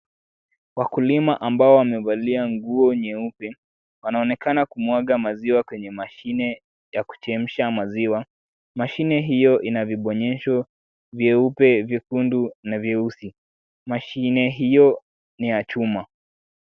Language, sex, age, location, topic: Swahili, male, 18-24, Kisumu, agriculture